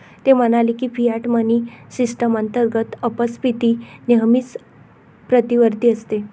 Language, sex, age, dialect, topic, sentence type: Marathi, female, 25-30, Varhadi, banking, statement